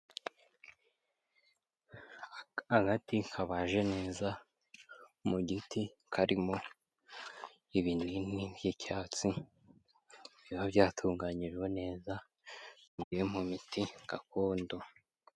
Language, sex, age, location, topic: Kinyarwanda, female, 25-35, Kigali, health